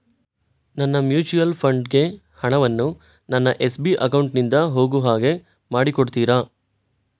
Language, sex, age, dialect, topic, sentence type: Kannada, male, 18-24, Coastal/Dakshin, banking, question